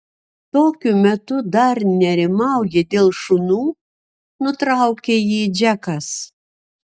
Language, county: Lithuanian, Marijampolė